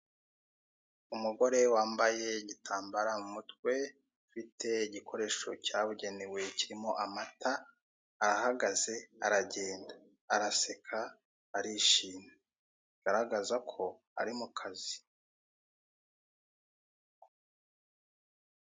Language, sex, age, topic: Kinyarwanda, male, 36-49, finance